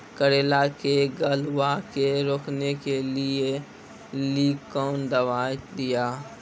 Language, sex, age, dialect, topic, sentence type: Maithili, male, 18-24, Angika, agriculture, question